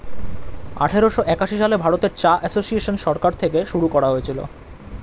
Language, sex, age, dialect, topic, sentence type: Bengali, male, 18-24, Standard Colloquial, agriculture, statement